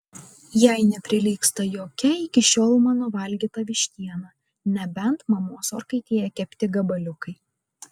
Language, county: Lithuanian, Kaunas